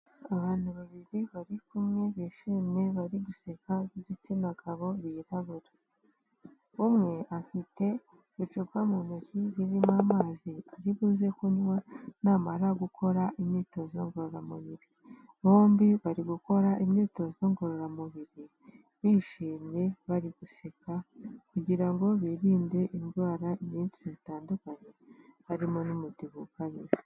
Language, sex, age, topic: Kinyarwanda, female, 18-24, health